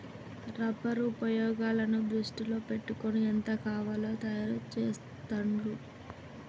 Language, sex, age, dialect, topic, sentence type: Telugu, male, 31-35, Telangana, agriculture, statement